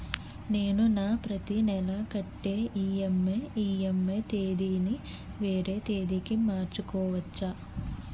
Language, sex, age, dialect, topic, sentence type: Telugu, female, 18-24, Utterandhra, banking, question